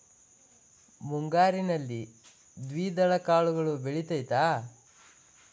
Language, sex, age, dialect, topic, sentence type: Kannada, male, 18-24, Dharwad Kannada, agriculture, question